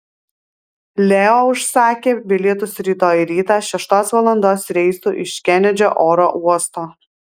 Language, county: Lithuanian, Alytus